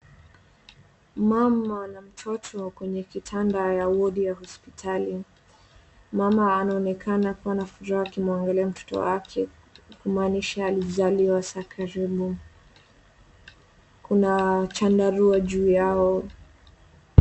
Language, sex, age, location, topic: Swahili, female, 18-24, Wajir, health